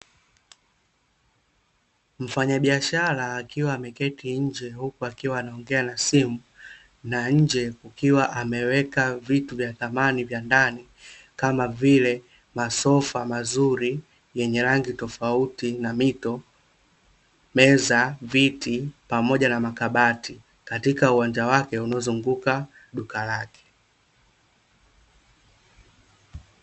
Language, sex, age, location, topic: Swahili, male, 25-35, Dar es Salaam, finance